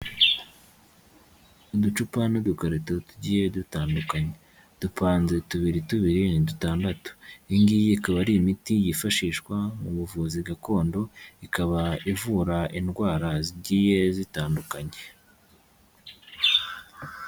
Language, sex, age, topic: Kinyarwanda, male, 25-35, health